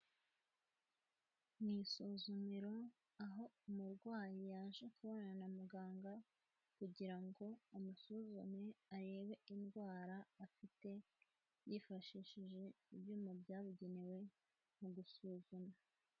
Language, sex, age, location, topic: Kinyarwanda, female, 18-24, Kigali, health